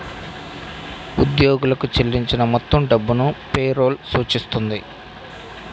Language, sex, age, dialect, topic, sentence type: Telugu, male, 25-30, Central/Coastal, banking, statement